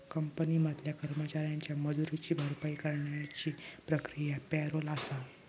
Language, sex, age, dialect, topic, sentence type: Marathi, male, 60-100, Southern Konkan, banking, statement